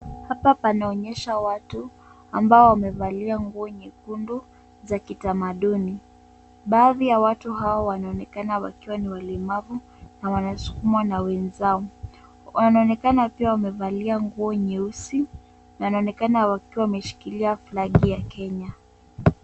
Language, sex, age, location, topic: Swahili, female, 18-24, Kisumu, education